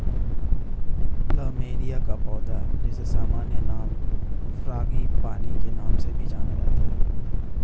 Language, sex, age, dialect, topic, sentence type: Hindi, male, 31-35, Hindustani Malvi Khadi Boli, agriculture, statement